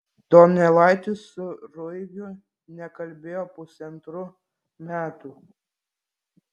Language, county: Lithuanian, Vilnius